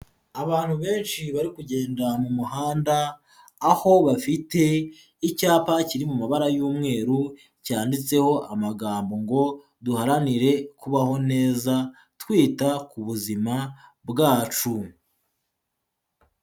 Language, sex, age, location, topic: Kinyarwanda, female, 36-49, Nyagatare, health